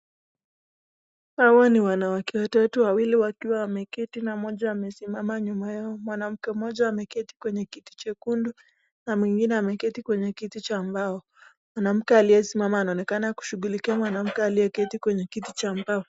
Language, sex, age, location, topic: Swahili, female, 25-35, Nakuru, health